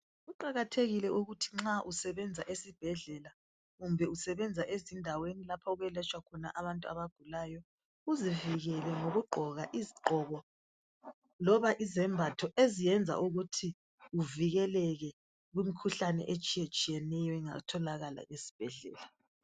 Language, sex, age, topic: North Ndebele, female, 36-49, health